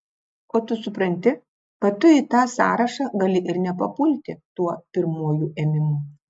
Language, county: Lithuanian, Klaipėda